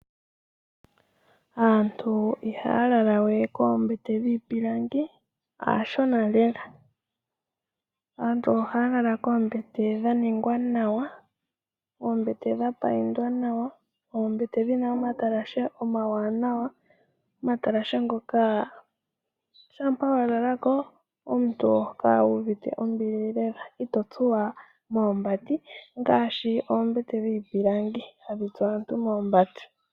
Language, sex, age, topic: Oshiwambo, female, 18-24, finance